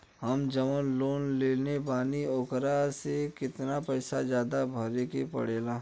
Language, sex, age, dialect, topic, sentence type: Bhojpuri, male, 25-30, Western, banking, question